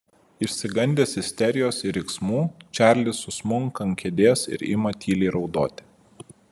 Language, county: Lithuanian, Vilnius